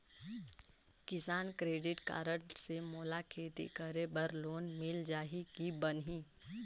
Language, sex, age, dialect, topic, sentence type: Chhattisgarhi, female, 31-35, Northern/Bhandar, banking, question